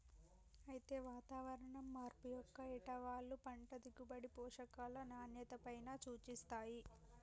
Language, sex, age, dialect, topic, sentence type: Telugu, female, 18-24, Telangana, agriculture, statement